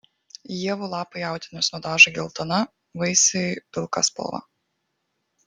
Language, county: Lithuanian, Kaunas